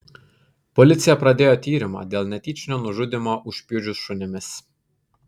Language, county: Lithuanian, Kaunas